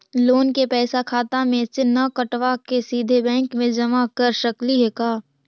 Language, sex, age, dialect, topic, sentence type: Magahi, female, 51-55, Central/Standard, banking, question